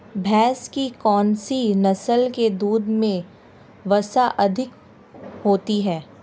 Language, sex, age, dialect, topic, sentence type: Hindi, female, 18-24, Marwari Dhudhari, agriculture, question